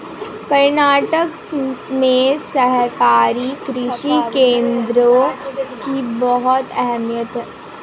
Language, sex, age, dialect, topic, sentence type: Hindi, female, 18-24, Marwari Dhudhari, agriculture, statement